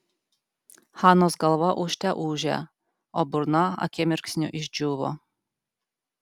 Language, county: Lithuanian, Alytus